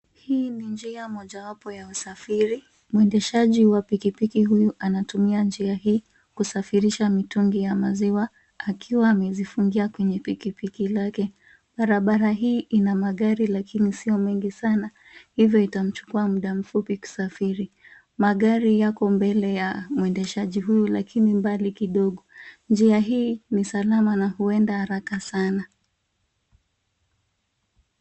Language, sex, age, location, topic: Swahili, female, 25-35, Kisumu, agriculture